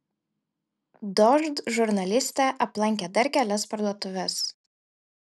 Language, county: Lithuanian, Šiauliai